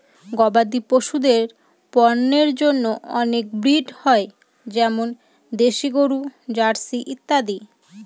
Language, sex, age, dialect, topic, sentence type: Bengali, female, 25-30, Northern/Varendri, agriculture, statement